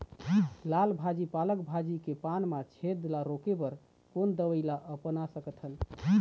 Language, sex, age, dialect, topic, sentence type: Chhattisgarhi, male, 31-35, Eastern, agriculture, question